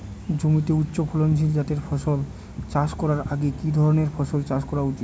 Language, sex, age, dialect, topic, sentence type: Bengali, male, 18-24, Northern/Varendri, agriculture, question